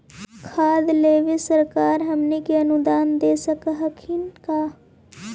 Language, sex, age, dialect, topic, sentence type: Magahi, female, 18-24, Central/Standard, agriculture, question